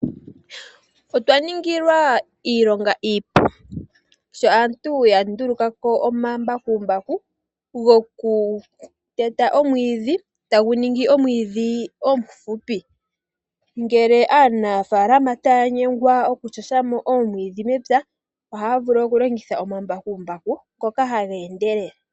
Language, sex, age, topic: Oshiwambo, female, 18-24, agriculture